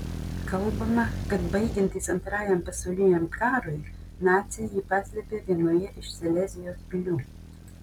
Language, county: Lithuanian, Panevėžys